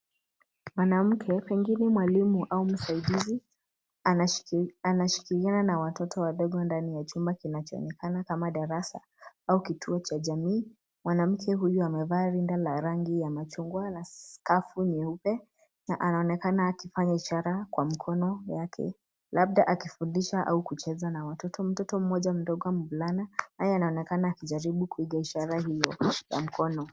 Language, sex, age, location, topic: Swahili, female, 18-24, Nairobi, education